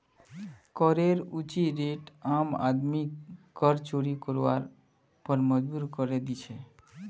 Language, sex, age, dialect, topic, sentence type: Magahi, male, 25-30, Northeastern/Surjapuri, banking, statement